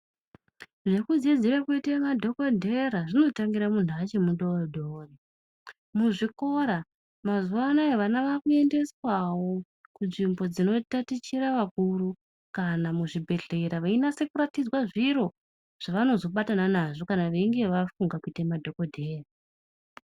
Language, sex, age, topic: Ndau, male, 25-35, education